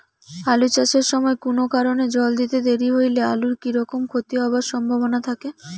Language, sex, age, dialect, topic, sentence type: Bengali, female, 18-24, Rajbangshi, agriculture, question